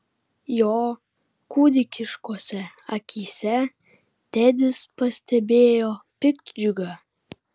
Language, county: Lithuanian, Vilnius